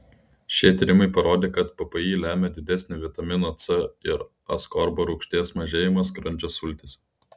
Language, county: Lithuanian, Klaipėda